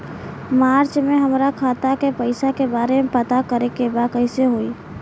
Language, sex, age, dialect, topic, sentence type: Bhojpuri, female, 18-24, Western, banking, question